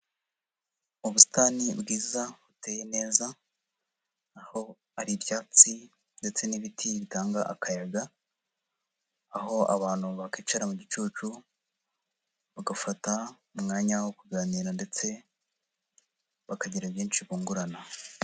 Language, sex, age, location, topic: Kinyarwanda, female, 25-35, Huye, agriculture